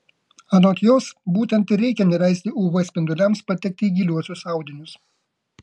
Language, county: Lithuanian, Kaunas